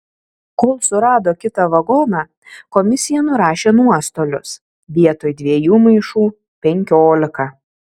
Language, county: Lithuanian, Kaunas